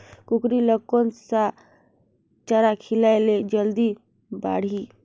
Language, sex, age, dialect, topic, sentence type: Chhattisgarhi, female, 25-30, Northern/Bhandar, agriculture, question